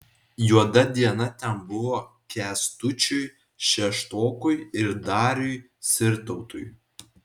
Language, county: Lithuanian, Vilnius